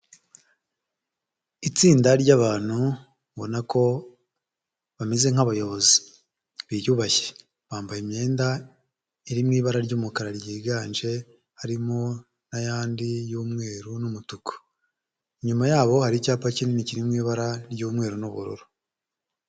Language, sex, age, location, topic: Kinyarwanda, female, 25-35, Huye, health